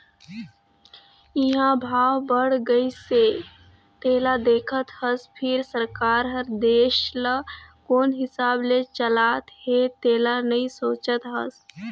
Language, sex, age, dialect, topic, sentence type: Chhattisgarhi, female, 18-24, Northern/Bhandar, banking, statement